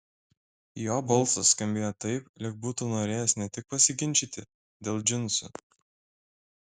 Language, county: Lithuanian, Šiauliai